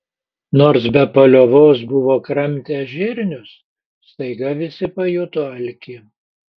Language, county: Lithuanian, Panevėžys